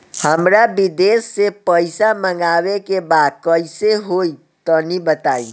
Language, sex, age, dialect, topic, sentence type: Bhojpuri, male, 18-24, Southern / Standard, banking, question